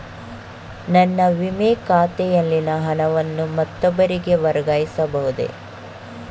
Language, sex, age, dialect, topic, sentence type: Kannada, male, 18-24, Mysore Kannada, banking, question